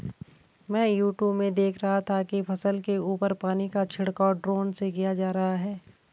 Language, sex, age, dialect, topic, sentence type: Hindi, female, 31-35, Garhwali, agriculture, statement